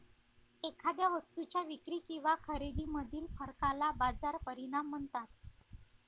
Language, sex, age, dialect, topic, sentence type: Marathi, female, 25-30, Varhadi, banking, statement